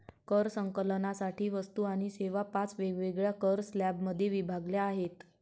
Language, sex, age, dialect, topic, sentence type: Marathi, male, 31-35, Varhadi, banking, statement